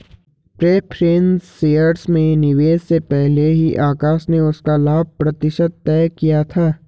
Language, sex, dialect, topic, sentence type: Hindi, male, Garhwali, banking, statement